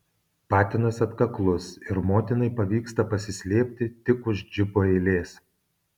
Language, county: Lithuanian, Kaunas